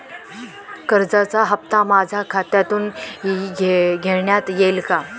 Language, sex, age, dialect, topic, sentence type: Marathi, female, 18-24, Standard Marathi, banking, question